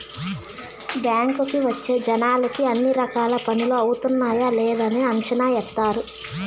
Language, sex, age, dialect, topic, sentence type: Telugu, female, 31-35, Southern, banking, statement